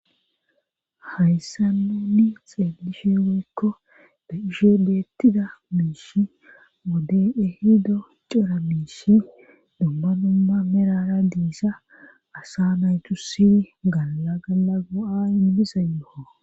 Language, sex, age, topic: Gamo, female, 36-49, government